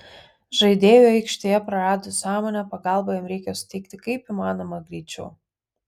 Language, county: Lithuanian, Vilnius